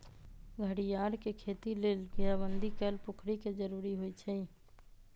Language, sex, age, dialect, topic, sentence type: Magahi, female, 31-35, Western, agriculture, statement